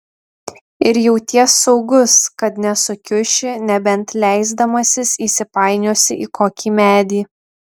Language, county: Lithuanian, Šiauliai